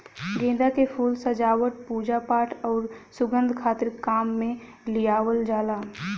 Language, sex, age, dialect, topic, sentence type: Bhojpuri, female, 18-24, Western, agriculture, statement